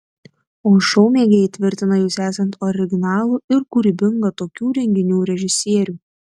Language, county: Lithuanian, Tauragė